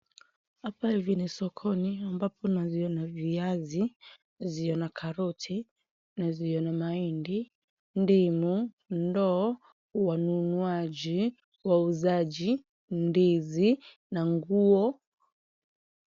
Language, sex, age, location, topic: Swahili, female, 18-24, Wajir, finance